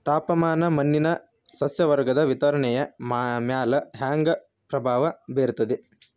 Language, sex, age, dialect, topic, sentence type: Kannada, male, 25-30, Dharwad Kannada, agriculture, question